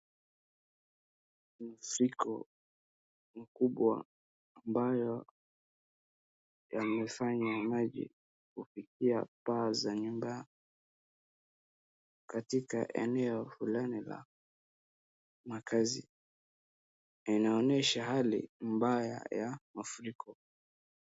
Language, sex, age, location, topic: Swahili, male, 36-49, Wajir, health